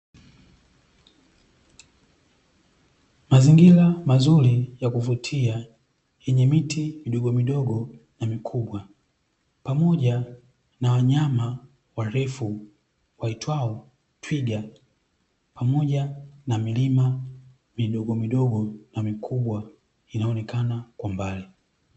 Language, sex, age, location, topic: Swahili, male, 18-24, Dar es Salaam, agriculture